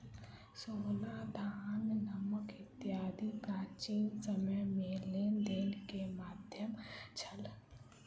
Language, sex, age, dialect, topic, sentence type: Maithili, female, 18-24, Southern/Standard, banking, statement